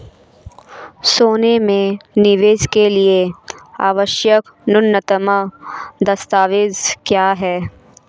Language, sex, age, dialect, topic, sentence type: Hindi, female, 25-30, Marwari Dhudhari, banking, question